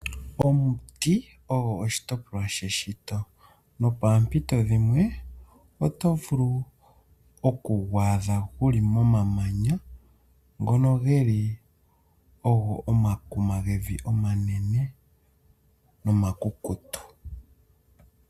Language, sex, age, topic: Oshiwambo, male, 25-35, agriculture